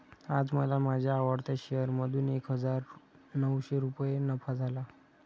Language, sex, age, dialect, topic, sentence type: Marathi, male, 25-30, Standard Marathi, banking, statement